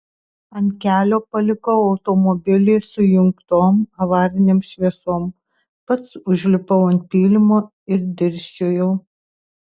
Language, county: Lithuanian, Tauragė